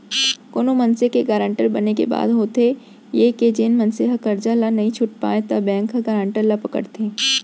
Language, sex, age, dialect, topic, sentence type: Chhattisgarhi, female, 25-30, Central, banking, statement